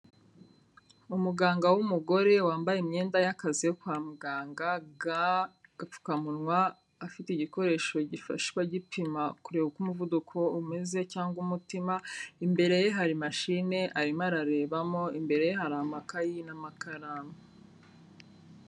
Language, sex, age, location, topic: Kinyarwanda, female, 25-35, Kigali, health